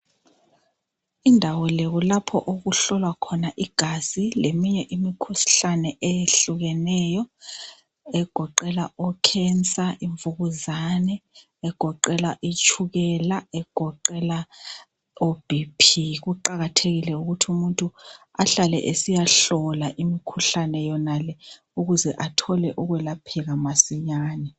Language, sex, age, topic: North Ndebele, female, 36-49, health